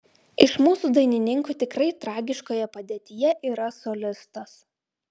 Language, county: Lithuanian, Klaipėda